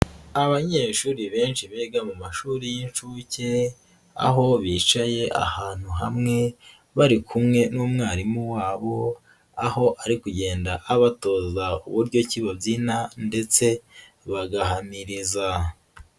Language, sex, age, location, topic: Kinyarwanda, female, 18-24, Nyagatare, education